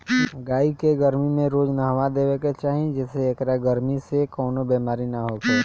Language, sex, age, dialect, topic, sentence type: Bhojpuri, male, 18-24, Northern, agriculture, statement